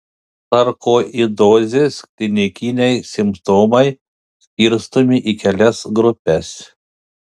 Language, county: Lithuanian, Panevėžys